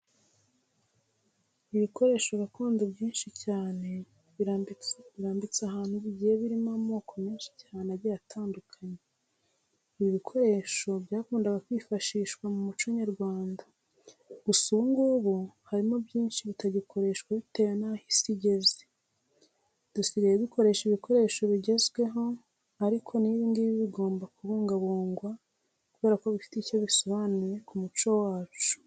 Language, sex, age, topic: Kinyarwanda, female, 25-35, education